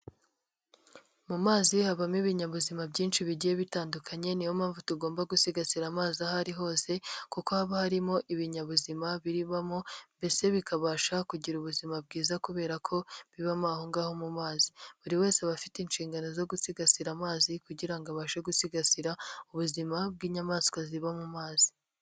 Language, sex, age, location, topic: Kinyarwanda, male, 25-35, Nyagatare, agriculture